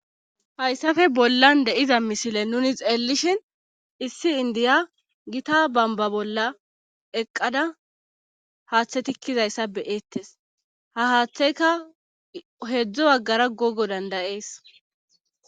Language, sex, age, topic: Gamo, female, 25-35, government